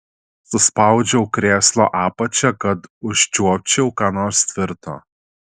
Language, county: Lithuanian, Šiauliai